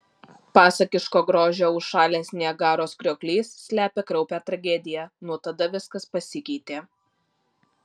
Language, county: Lithuanian, Alytus